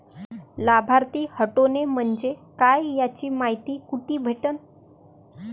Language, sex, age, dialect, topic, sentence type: Marathi, female, 25-30, Varhadi, banking, question